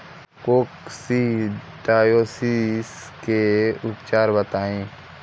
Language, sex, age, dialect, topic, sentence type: Bhojpuri, male, <18, Southern / Standard, agriculture, question